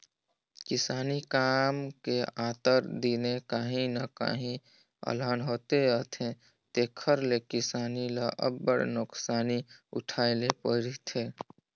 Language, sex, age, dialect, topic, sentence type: Chhattisgarhi, male, 18-24, Northern/Bhandar, agriculture, statement